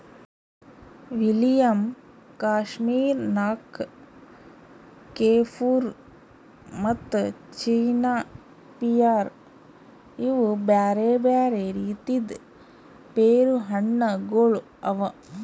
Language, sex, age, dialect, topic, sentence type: Kannada, female, 36-40, Northeastern, agriculture, statement